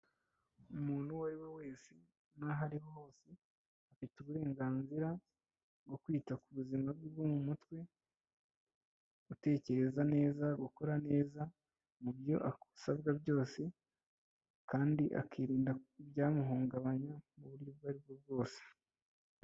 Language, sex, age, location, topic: Kinyarwanda, male, 25-35, Kigali, health